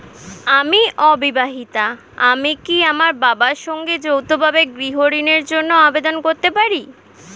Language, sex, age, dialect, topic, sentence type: Bengali, female, 18-24, Standard Colloquial, banking, question